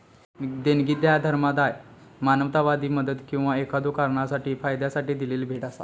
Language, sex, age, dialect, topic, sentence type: Marathi, male, 18-24, Southern Konkan, banking, statement